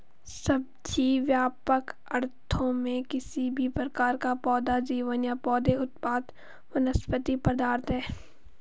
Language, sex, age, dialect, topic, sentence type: Hindi, female, 18-24, Marwari Dhudhari, agriculture, statement